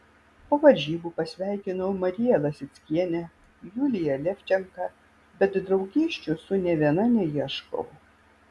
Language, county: Lithuanian, Vilnius